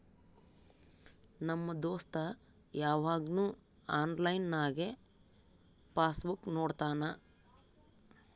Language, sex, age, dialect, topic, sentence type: Kannada, female, 18-24, Northeastern, banking, statement